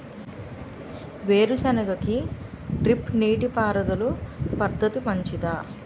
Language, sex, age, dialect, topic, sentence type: Telugu, female, 25-30, Utterandhra, agriculture, question